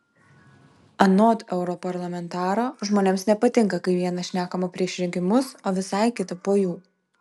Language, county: Lithuanian, Telšiai